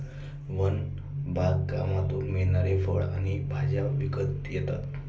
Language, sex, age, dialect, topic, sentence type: Marathi, male, 25-30, Standard Marathi, agriculture, statement